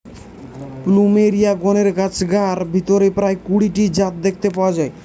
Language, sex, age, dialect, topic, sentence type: Bengali, male, 18-24, Western, agriculture, statement